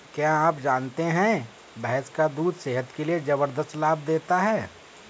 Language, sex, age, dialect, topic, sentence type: Hindi, male, 31-35, Kanauji Braj Bhasha, agriculture, statement